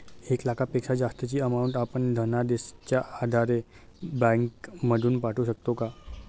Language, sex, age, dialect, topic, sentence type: Marathi, male, 18-24, Standard Marathi, banking, question